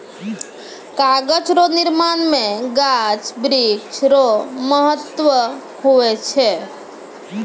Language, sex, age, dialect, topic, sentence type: Maithili, female, 25-30, Angika, agriculture, statement